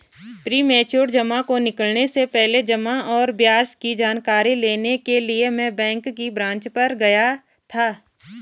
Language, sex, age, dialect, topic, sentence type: Hindi, female, 31-35, Garhwali, banking, statement